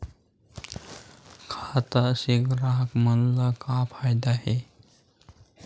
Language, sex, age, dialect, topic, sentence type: Chhattisgarhi, male, 41-45, Western/Budati/Khatahi, banking, question